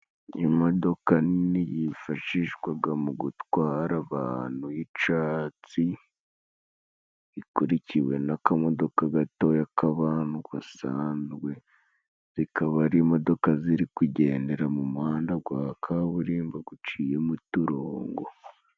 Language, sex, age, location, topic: Kinyarwanda, male, 18-24, Musanze, government